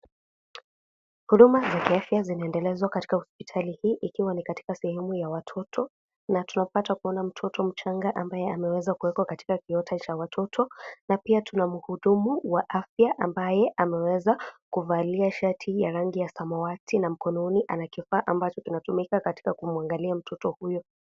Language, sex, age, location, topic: Swahili, female, 25-35, Kisii, health